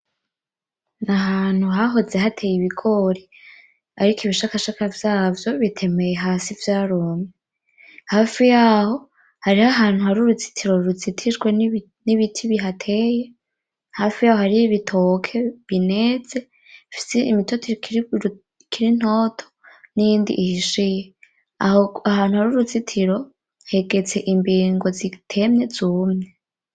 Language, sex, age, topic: Rundi, female, 18-24, agriculture